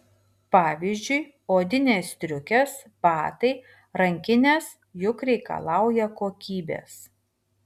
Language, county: Lithuanian, Vilnius